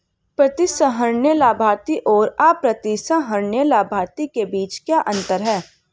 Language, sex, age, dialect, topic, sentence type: Hindi, female, 18-24, Hindustani Malvi Khadi Boli, banking, question